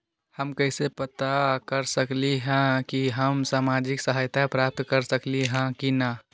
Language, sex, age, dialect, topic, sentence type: Magahi, male, 18-24, Western, banking, question